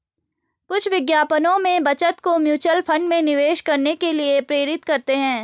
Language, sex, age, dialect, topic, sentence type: Hindi, female, 31-35, Garhwali, banking, statement